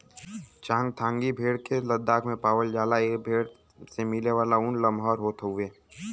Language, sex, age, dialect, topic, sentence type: Bhojpuri, male, <18, Western, agriculture, statement